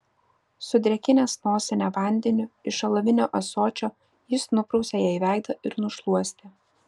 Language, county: Lithuanian, Vilnius